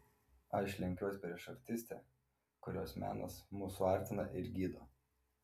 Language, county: Lithuanian, Vilnius